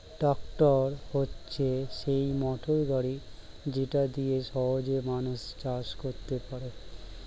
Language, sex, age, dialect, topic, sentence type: Bengali, male, 36-40, Standard Colloquial, agriculture, statement